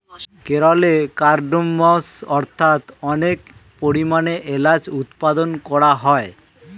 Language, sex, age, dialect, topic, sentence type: Bengali, male, 36-40, Standard Colloquial, agriculture, question